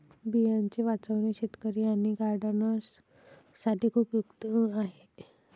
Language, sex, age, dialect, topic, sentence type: Marathi, female, 31-35, Varhadi, agriculture, statement